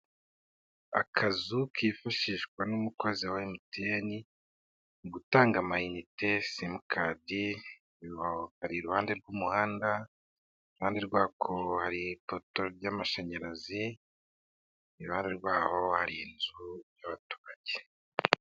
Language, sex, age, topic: Kinyarwanda, male, 25-35, finance